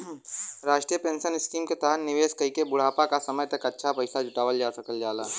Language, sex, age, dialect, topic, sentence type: Bhojpuri, male, 18-24, Western, banking, statement